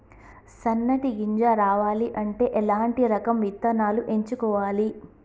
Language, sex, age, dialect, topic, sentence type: Telugu, female, 36-40, Telangana, agriculture, question